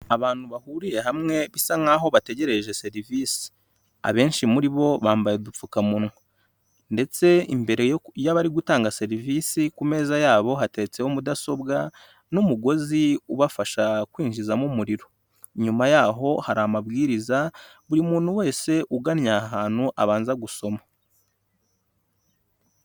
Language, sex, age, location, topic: Kinyarwanda, male, 18-24, Kigali, health